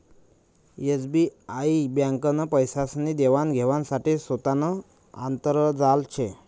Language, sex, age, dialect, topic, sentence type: Marathi, male, 31-35, Northern Konkan, banking, statement